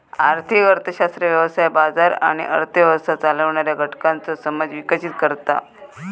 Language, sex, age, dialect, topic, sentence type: Marathi, female, 41-45, Southern Konkan, banking, statement